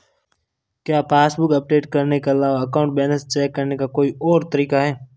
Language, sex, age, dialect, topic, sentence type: Hindi, male, 18-24, Marwari Dhudhari, banking, question